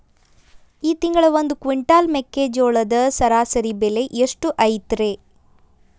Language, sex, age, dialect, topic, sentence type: Kannada, female, 25-30, Dharwad Kannada, agriculture, question